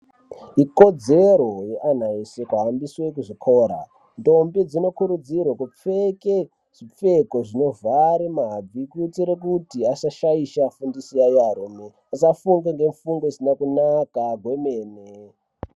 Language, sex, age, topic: Ndau, male, 18-24, education